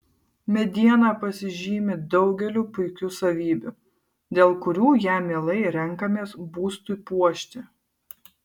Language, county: Lithuanian, Kaunas